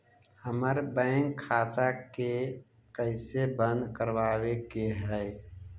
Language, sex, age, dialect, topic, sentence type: Magahi, male, 60-100, Central/Standard, banking, question